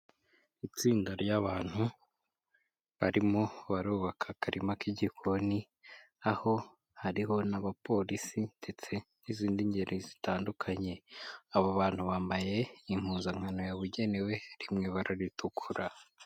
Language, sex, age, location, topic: Kinyarwanda, male, 18-24, Kigali, health